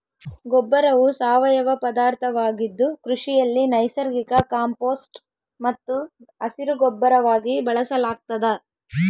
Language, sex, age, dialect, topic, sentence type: Kannada, female, 18-24, Central, agriculture, statement